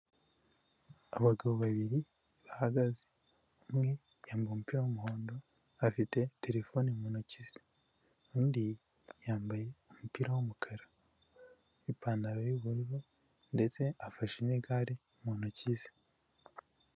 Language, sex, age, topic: Kinyarwanda, female, 18-24, finance